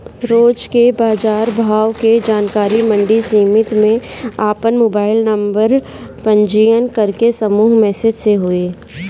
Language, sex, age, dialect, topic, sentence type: Bhojpuri, female, 18-24, Northern, agriculture, question